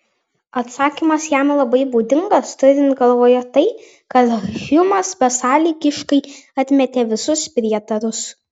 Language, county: Lithuanian, Vilnius